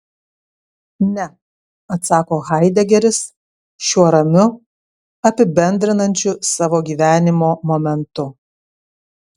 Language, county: Lithuanian, Kaunas